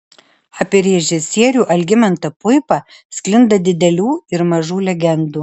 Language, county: Lithuanian, Alytus